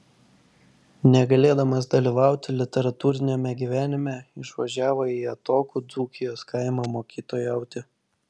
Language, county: Lithuanian, Vilnius